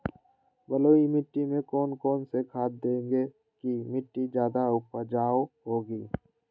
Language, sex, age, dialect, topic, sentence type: Magahi, male, 18-24, Western, agriculture, question